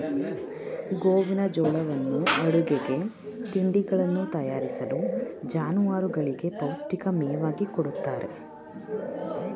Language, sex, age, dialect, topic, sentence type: Kannada, female, 18-24, Mysore Kannada, agriculture, statement